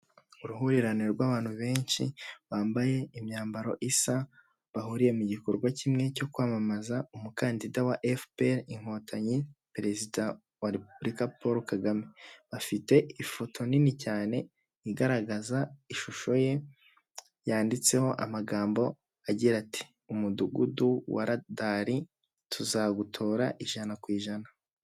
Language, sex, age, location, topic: Kinyarwanda, male, 18-24, Huye, government